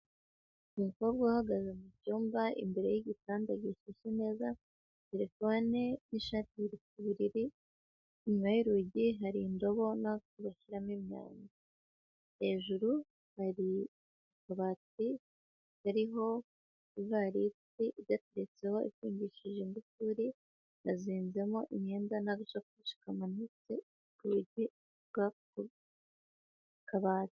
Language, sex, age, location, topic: Kinyarwanda, female, 25-35, Huye, education